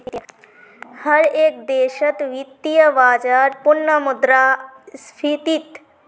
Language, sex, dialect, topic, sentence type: Magahi, female, Northeastern/Surjapuri, banking, statement